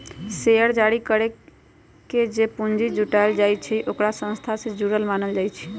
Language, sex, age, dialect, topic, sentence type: Magahi, female, 18-24, Western, banking, statement